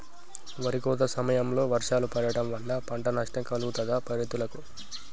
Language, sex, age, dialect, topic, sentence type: Telugu, male, 18-24, Telangana, agriculture, question